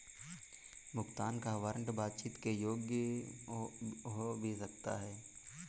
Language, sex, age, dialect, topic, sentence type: Hindi, male, 18-24, Kanauji Braj Bhasha, banking, statement